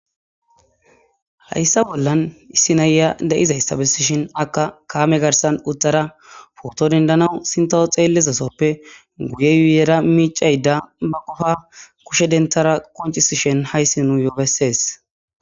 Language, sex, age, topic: Gamo, male, 18-24, government